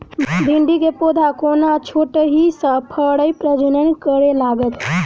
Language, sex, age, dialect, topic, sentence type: Maithili, female, 18-24, Southern/Standard, agriculture, question